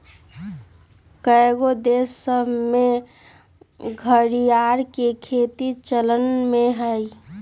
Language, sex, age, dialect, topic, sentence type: Magahi, female, 36-40, Western, agriculture, statement